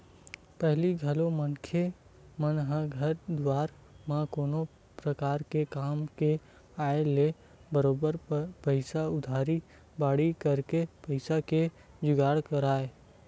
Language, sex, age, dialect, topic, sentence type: Chhattisgarhi, male, 18-24, Western/Budati/Khatahi, banking, statement